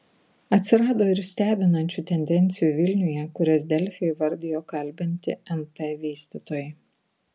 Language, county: Lithuanian, Vilnius